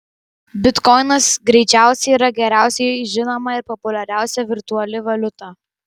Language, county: Lithuanian, Vilnius